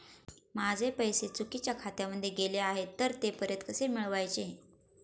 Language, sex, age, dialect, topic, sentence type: Marathi, female, 25-30, Standard Marathi, banking, question